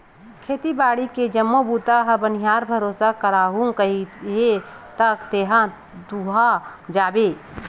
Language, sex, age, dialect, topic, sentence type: Chhattisgarhi, female, 36-40, Western/Budati/Khatahi, agriculture, statement